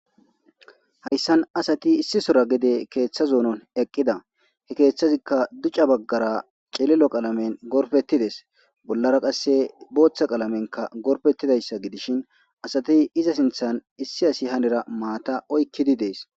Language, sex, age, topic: Gamo, male, 25-35, government